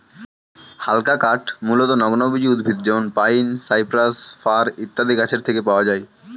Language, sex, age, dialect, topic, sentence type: Bengali, male, 18-24, Standard Colloquial, agriculture, statement